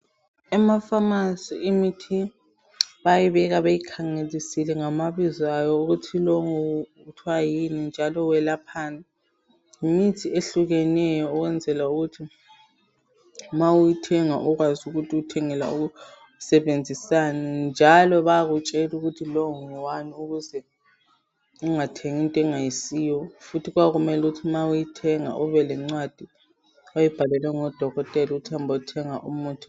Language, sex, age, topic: North Ndebele, female, 18-24, health